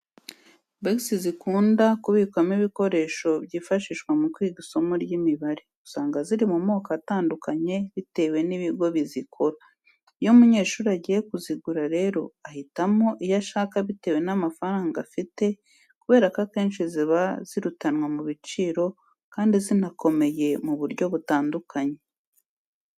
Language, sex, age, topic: Kinyarwanda, female, 36-49, education